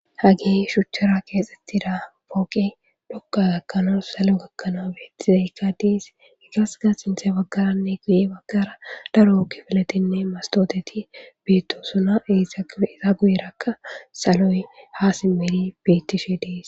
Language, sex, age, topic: Gamo, female, 25-35, government